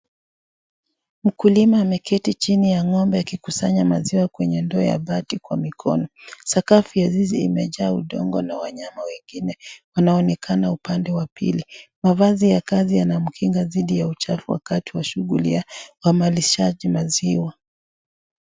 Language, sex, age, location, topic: Swahili, female, 36-49, Kisii, agriculture